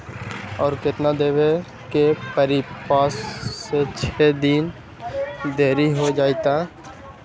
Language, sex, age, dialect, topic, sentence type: Magahi, male, 25-30, Western, banking, question